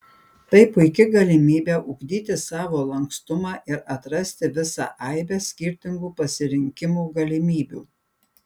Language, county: Lithuanian, Panevėžys